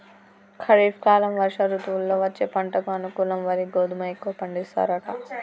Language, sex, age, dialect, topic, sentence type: Telugu, female, 25-30, Telangana, agriculture, statement